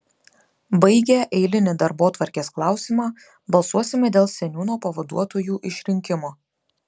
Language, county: Lithuanian, Klaipėda